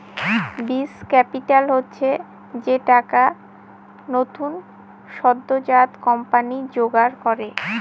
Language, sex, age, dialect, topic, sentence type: Bengali, female, 18-24, Northern/Varendri, banking, statement